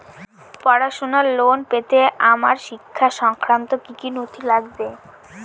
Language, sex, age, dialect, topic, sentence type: Bengali, female, <18, Northern/Varendri, banking, question